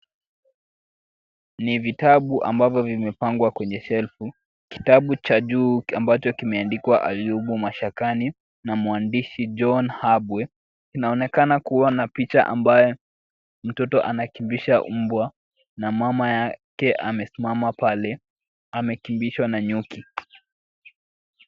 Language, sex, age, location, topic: Swahili, male, 18-24, Kisumu, education